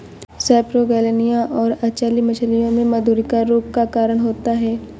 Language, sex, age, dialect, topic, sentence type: Hindi, female, 18-24, Awadhi Bundeli, agriculture, statement